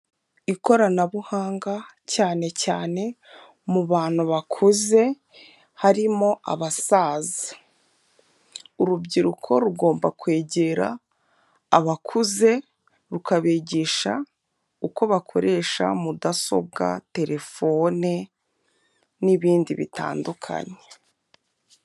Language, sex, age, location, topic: Kinyarwanda, female, 25-35, Kigali, health